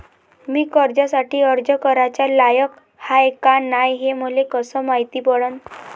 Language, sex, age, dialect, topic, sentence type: Marathi, female, 18-24, Varhadi, banking, statement